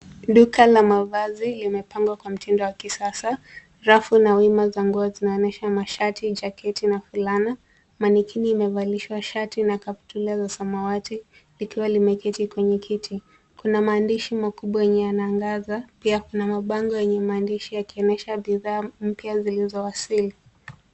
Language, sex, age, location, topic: Swahili, female, 18-24, Nairobi, finance